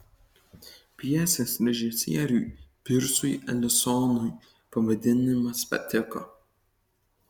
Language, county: Lithuanian, Kaunas